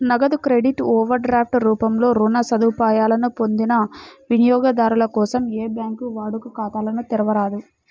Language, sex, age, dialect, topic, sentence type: Telugu, female, 18-24, Central/Coastal, banking, statement